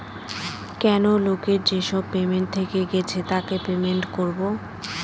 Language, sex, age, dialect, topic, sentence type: Bengali, female, 25-30, Northern/Varendri, banking, statement